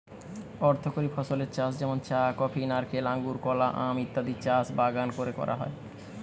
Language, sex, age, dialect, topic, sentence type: Bengali, male, 25-30, Western, agriculture, statement